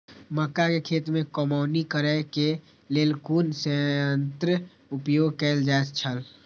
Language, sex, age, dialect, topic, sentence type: Maithili, male, 18-24, Eastern / Thethi, agriculture, question